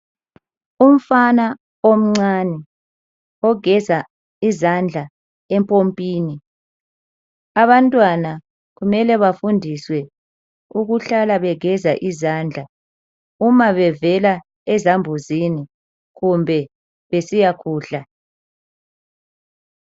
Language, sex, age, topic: North Ndebele, male, 50+, health